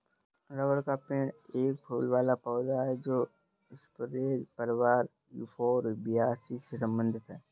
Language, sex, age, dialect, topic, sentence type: Hindi, male, 31-35, Awadhi Bundeli, agriculture, statement